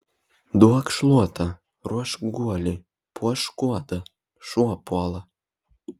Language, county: Lithuanian, Vilnius